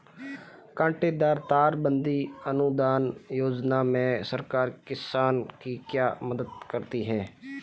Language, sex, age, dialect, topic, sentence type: Hindi, male, 25-30, Marwari Dhudhari, agriculture, question